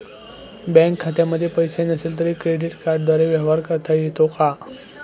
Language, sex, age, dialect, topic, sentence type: Marathi, male, 18-24, Standard Marathi, banking, question